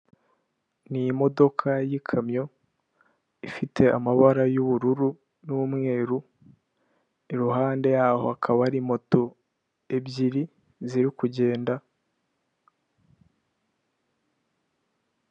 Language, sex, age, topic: Kinyarwanda, male, 18-24, government